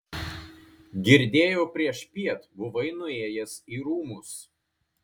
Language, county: Lithuanian, Kaunas